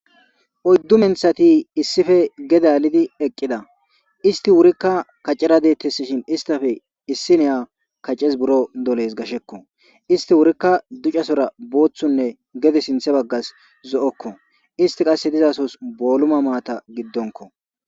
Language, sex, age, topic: Gamo, male, 18-24, agriculture